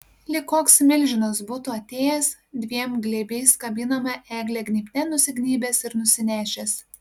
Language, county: Lithuanian, Panevėžys